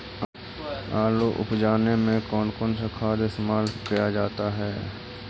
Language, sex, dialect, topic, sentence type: Magahi, male, Central/Standard, agriculture, question